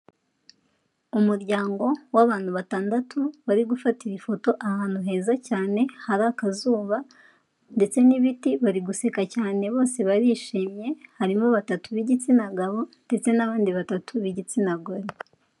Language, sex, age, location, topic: Kinyarwanda, female, 18-24, Kigali, health